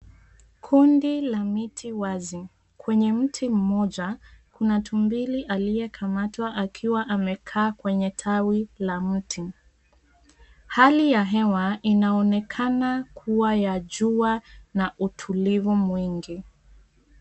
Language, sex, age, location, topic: Swahili, female, 25-35, Mombasa, agriculture